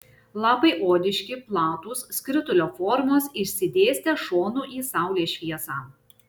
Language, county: Lithuanian, Šiauliai